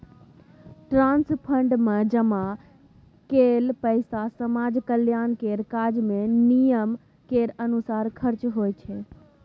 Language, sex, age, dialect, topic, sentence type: Maithili, female, 18-24, Bajjika, banking, statement